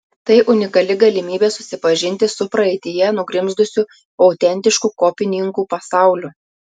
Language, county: Lithuanian, Telšiai